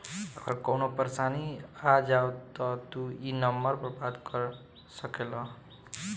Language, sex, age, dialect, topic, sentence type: Bhojpuri, male, 18-24, Southern / Standard, banking, statement